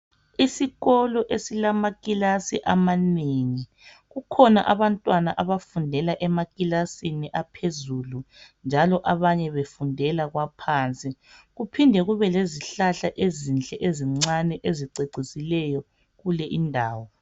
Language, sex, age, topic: North Ndebele, female, 50+, education